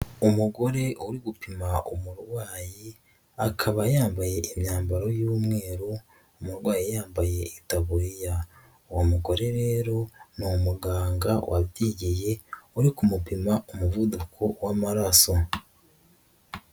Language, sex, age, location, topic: Kinyarwanda, male, 18-24, Nyagatare, health